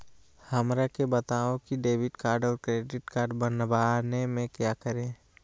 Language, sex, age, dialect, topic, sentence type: Magahi, male, 18-24, Southern, banking, question